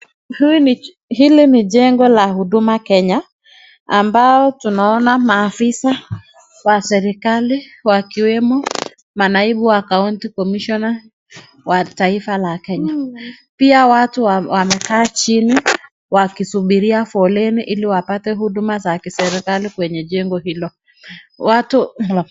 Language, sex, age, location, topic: Swahili, female, 25-35, Nakuru, government